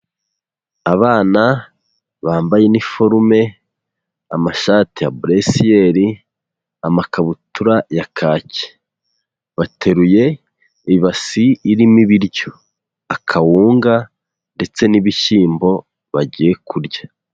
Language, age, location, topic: Kinyarwanda, 18-24, Huye, education